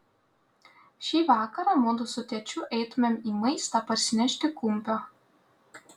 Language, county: Lithuanian, Klaipėda